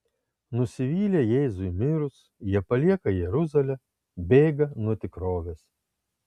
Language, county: Lithuanian, Kaunas